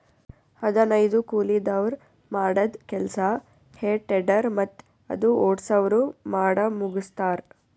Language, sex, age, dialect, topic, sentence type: Kannada, female, 18-24, Northeastern, agriculture, statement